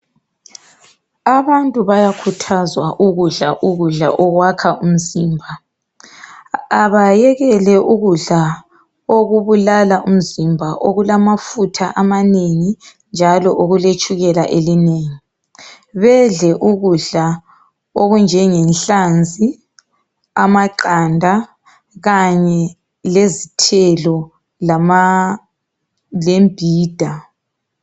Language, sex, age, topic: North Ndebele, male, 36-49, health